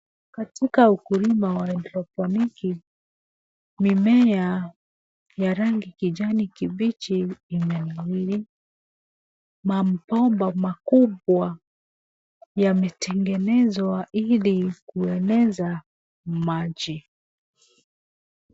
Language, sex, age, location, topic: Swahili, female, 36-49, Nairobi, agriculture